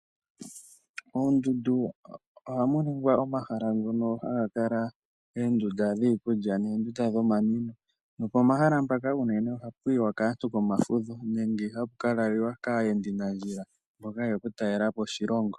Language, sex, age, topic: Oshiwambo, male, 18-24, agriculture